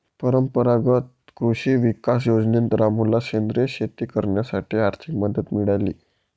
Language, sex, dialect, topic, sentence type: Marathi, male, Northern Konkan, agriculture, statement